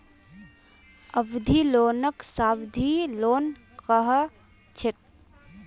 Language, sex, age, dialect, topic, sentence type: Magahi, female, 18-24, Northeastern/Surjapuri, banking, statement